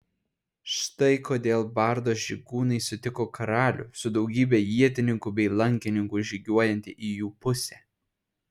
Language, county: Lithuanian, Šiauliai